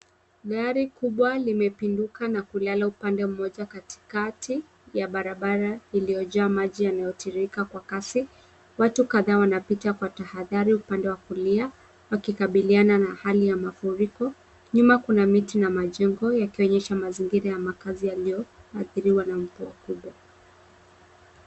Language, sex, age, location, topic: Swahili, female, 18-24, Kisumu, health